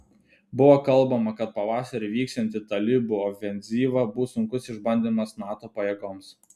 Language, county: Lithuanian, Telšiai